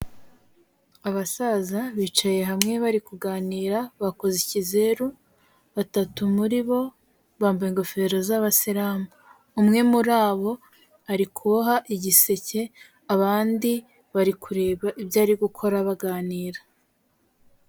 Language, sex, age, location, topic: Kinyarwanda, female, 18-24, Kigali, health